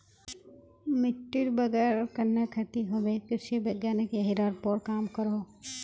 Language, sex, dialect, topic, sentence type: Magahi, female, Northeastern/Surjapuri, agriculture, statement